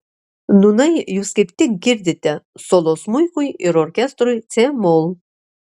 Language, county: Lithuanian, Alytus